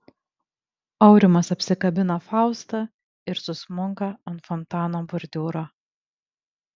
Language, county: Lithuanian, Vilnius